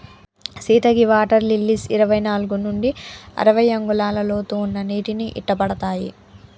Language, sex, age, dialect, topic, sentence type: Telugu, male, 25-30, Telangana, agriculture, statement